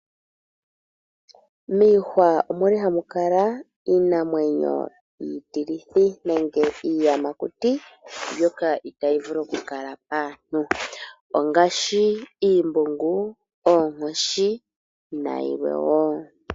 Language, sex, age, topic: Oshiwambo, female, 18-24, agriculture